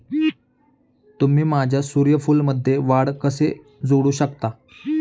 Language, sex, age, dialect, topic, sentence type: Marathi, male, 31-35, Standard Marathi, agriculture, question